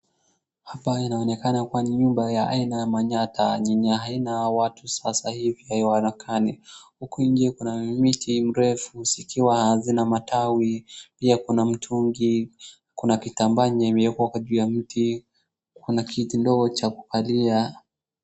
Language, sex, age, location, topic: Swahili, male, 25-35, Wajir, health